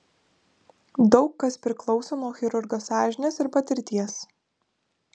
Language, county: Lithuanian, Vilnius